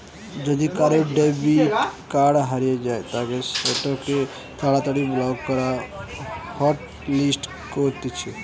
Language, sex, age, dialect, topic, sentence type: Bengali, male, 18-24, Western, banking, statement